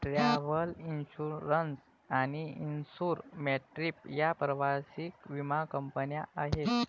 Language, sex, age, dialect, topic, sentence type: Marathi, male, 25-30, Varhadi, banking, statement